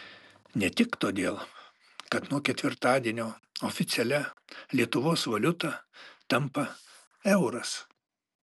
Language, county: Lithuanian, Alytus